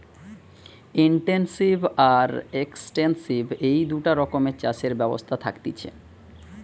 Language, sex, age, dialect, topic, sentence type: Bengali, male, 31-35, Western, agriculture, statement